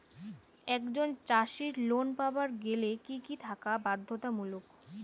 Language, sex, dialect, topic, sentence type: Bengali, female, Rajbangshi, agriculture, question